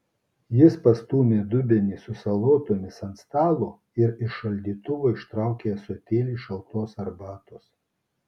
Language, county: Lithuanian, Kaunas